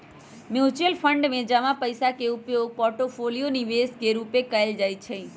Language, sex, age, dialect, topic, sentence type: Magahi, male, 25-30, Western, banking, statement